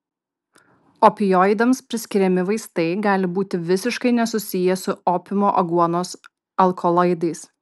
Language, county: Lithuanian, Kaunas